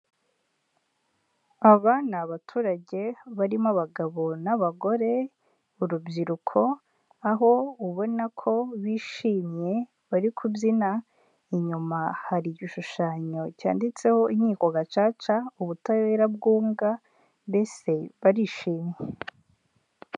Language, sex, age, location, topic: Kinyarwanda, female, 18-24, Huye, government